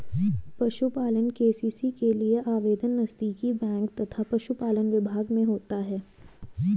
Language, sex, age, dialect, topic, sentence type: Hindi, female, 25-30, Garhwali, agriculture, statement